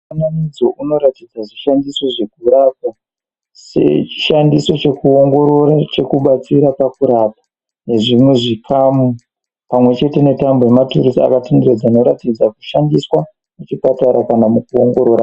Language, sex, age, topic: Ndau, male, 18-24, health